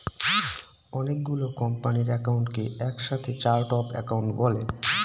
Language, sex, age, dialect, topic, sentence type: Bengali, male, 25-30, Northern/Varendri, banking, statement